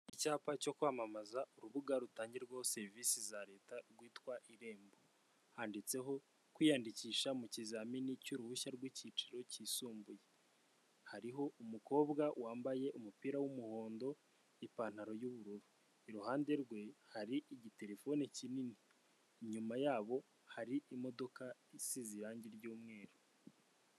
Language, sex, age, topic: Kinyarwanda, male, 25-35, government